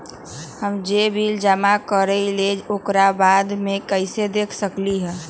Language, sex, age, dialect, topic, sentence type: Magahi, female, 18-24, Western, banking, question